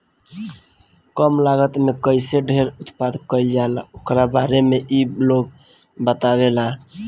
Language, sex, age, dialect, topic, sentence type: Bhojpuri, male, 18-24, Northern, agriculture, statement